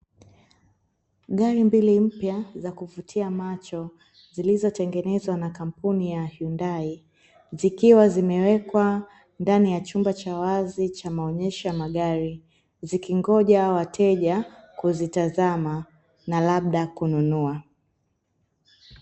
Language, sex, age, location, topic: Swahili, female, 25-35, Dar es Salaam, finance